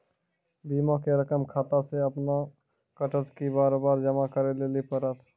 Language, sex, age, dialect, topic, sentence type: Maithili, male, 46-50, Angika, banking, question